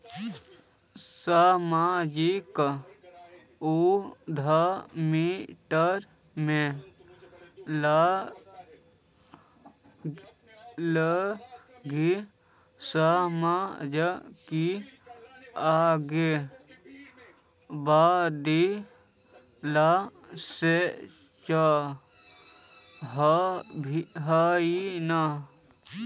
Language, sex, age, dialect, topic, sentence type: Magahi, male, 31-35, Central/Standard, banking, statement